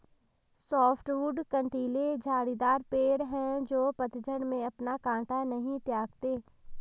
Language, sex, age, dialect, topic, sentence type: Hindi, female, 18-24, Marwari Dhudhari, agriculture, statement